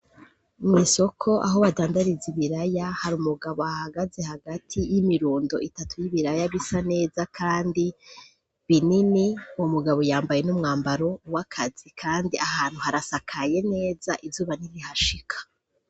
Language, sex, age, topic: Rundi, female, 25-35, agriculture